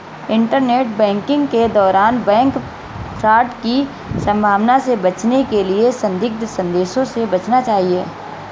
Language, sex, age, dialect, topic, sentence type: Hindi, female, 36-40, Marwari Dhudhari, banking, statement